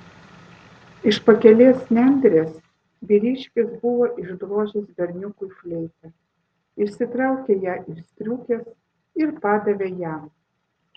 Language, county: Lithuanian, Vilnius